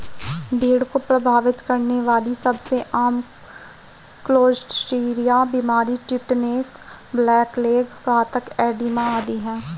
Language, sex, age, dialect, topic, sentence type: Hindi, male, 25-30, Marwari Dhudhari, agriculture, statement